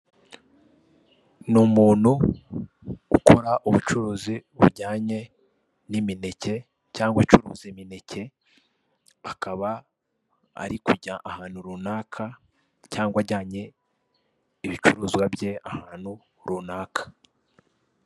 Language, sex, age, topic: Kinyarwanda, male, 18-24, finance